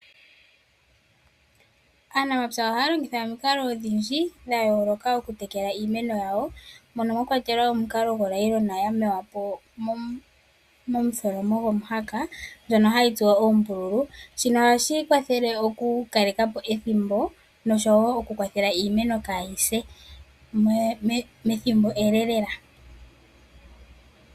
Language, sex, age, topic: Oshiwambo, female, 18-24, agriculture